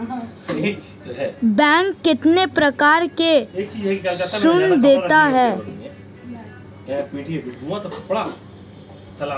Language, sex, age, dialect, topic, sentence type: Hindi, male, 18-24, Marwari Dhudhari, banking, question